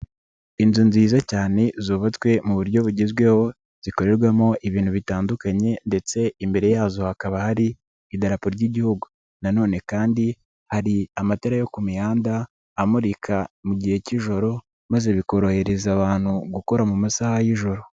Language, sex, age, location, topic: Kinyarwanda, male, 25-35, Nyagatare, government